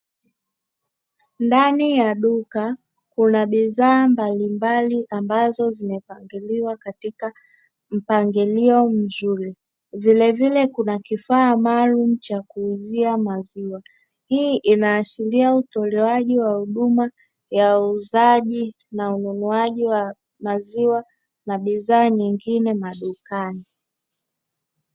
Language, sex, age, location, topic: Swahili, male, 36-49, Dar es Salaam, finance